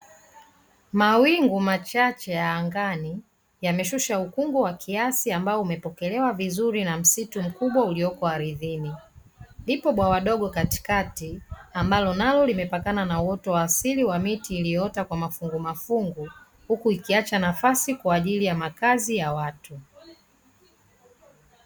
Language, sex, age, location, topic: Swahili, female, 36-49, Dar es Salaam, agriculture